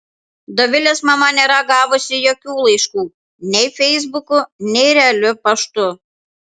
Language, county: Lithuanian, Panevėžys